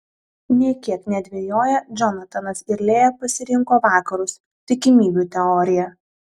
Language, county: Lithuanian, Telšiai